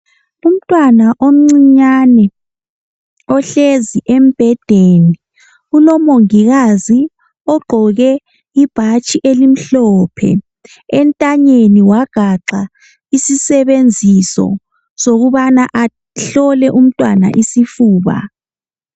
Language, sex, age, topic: North Ndebele, female, 18-24, health